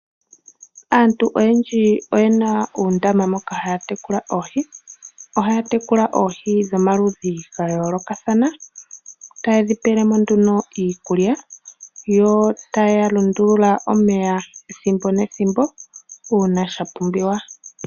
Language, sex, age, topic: Oshiwambo, male, 18-24, agriculture